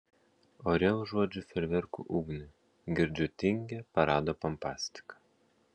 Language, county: Lithuanian, Panevėžys